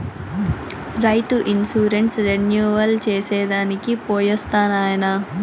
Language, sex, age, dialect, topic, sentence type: Telugu, female, 18-24, Southern, banking, statement